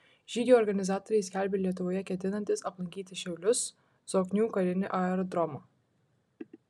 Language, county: Lithuanian, Kaunas